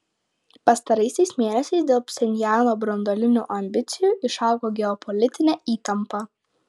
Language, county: Lithuanian, Vilnius